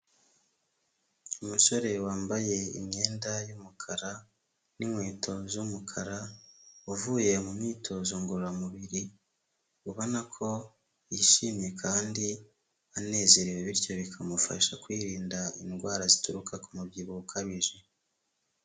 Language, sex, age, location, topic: Kinyarwanda, male, 25-35, Huye, health